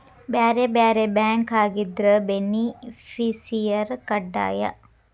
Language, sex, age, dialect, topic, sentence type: Kannada, female, 18-24, Dharwad Kannada, banking, statement